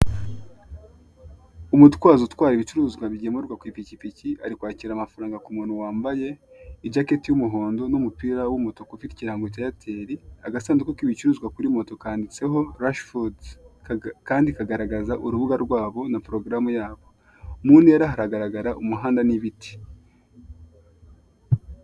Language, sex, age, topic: Kinyarwanda, male, 25-35, finance